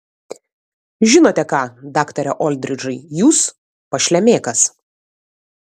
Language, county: Lithuanian, Vilnius